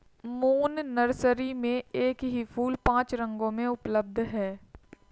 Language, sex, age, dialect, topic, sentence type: Hindi, female, 60-100, Marwari Dhudhari, agriculture, statement